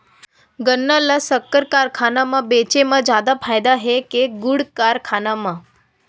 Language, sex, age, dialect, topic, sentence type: Chhattisgarhi, female, 18-24, Western/Budati/Khatahi, agriculture, question